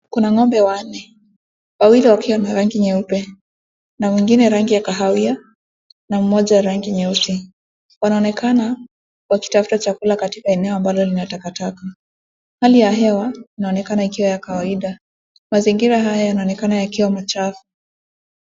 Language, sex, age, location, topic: Swahili, female, 18-24, Nakuru, agriculture